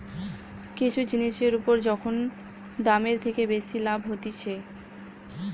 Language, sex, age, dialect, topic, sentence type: Bengali, female, 18-24, Western, banking, statement